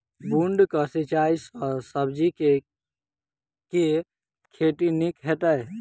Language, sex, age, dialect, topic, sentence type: Maithili, male, 18-24, Southern/Standard, agriculture, question